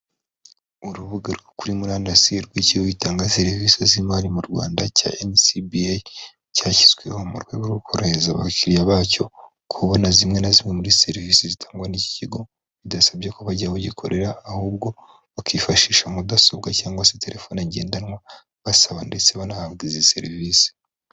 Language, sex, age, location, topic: Kinyarwanda, male, 25-35, Kigali, finance